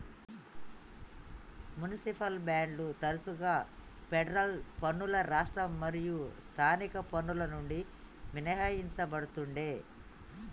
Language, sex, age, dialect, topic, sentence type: Telugu, female, 31-35, Telangana, banking, statement